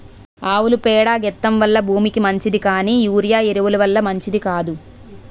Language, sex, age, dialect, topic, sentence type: Telugu, female, 18-24, Utterandhra, agriculture, statement